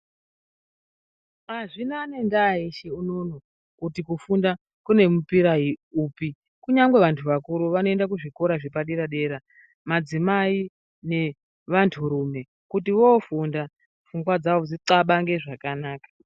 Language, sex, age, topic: Ndau, male, 36-49, education